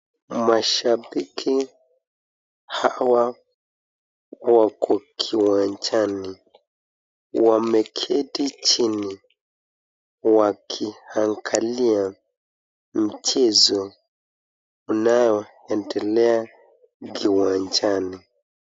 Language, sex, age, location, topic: Swahili, male, 25-35, Nakuru, government